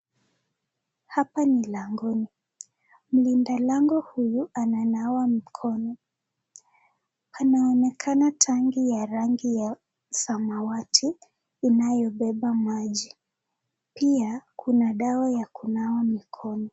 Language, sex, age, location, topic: Swahili, female, 18-24, Nakuru, health